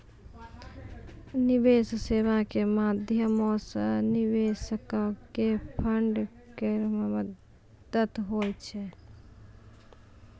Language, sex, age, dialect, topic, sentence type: Maithili, female, 25-30, Angika, banking, statement